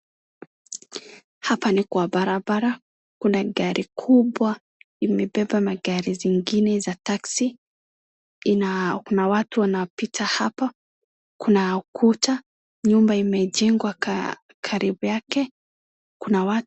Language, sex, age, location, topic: Swahili, male, 18-24, Wajir, finance